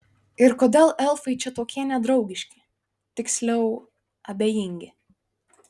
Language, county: Lithuanian, Marijampolė